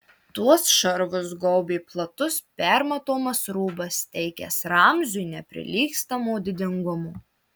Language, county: Lithuanian, Marijampolė